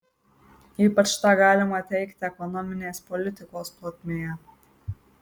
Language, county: Lithuanian, Marijampolė